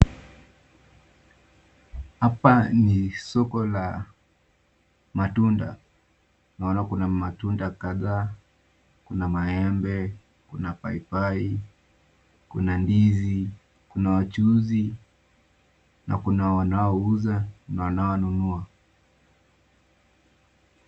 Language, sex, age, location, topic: Swahili, male, 18-24, Nakuru, finance